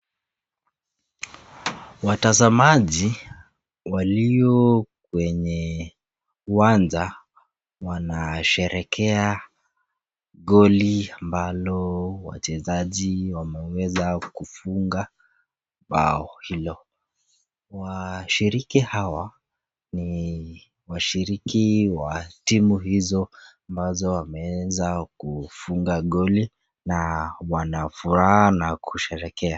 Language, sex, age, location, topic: Swahili, female, 36-49, Nakuru, government